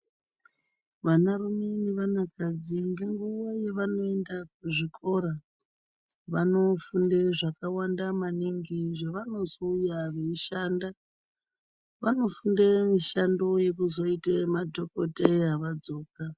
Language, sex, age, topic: Ndau, male, 36-49, health